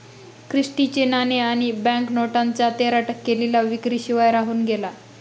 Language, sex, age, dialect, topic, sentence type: Marathi, female, 25-30, Northern Konkan, banking, statement